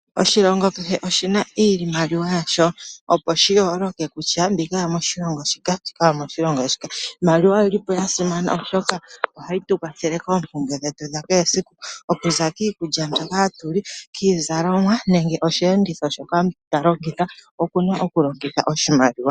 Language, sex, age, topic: Oshiwambo, male, 25-35, finance